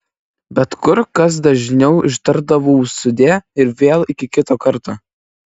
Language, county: Lithuanian, Klaipėda